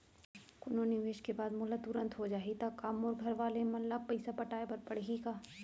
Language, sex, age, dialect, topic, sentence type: Chhattisgarhi, female, 25-30, Central, banking, question